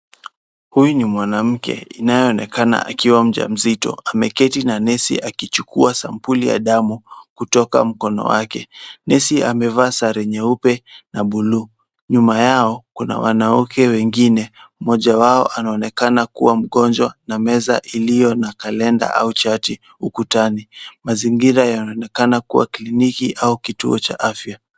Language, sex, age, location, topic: Swahili, male, 18-24, Kisumu, health